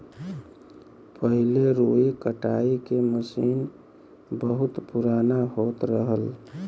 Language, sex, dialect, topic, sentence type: Bhojpuri, male, Western, agriculture, statement